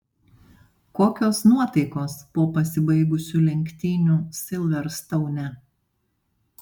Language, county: Lithuanian, Panevėžys